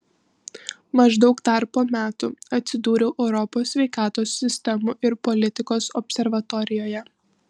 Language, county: Lithuanian, Panevėžys